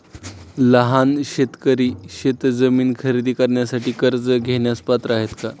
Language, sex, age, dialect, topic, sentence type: Marathi, male, 18-24, Standard Marathi, agriculture, statement